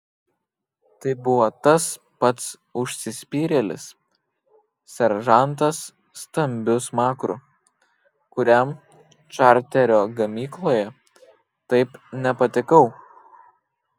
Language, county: Lithuanian, Kaunas